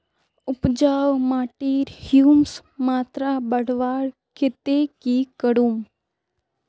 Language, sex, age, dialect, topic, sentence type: Magahi, female, 36-40, Northeastern/Surjapuri, agriculture, question